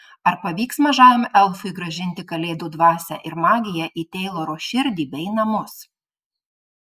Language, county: Lithuanian, Marijampolė